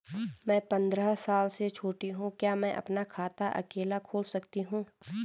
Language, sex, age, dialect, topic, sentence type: Hindi, female, 25-30, Garhwali, banking, question